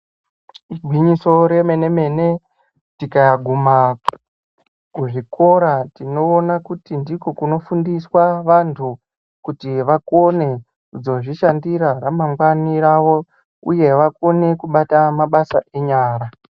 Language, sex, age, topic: Ndau, female, 36-49, education